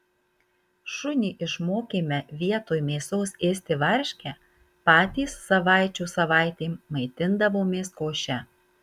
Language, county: Lithuanian, Marijampolė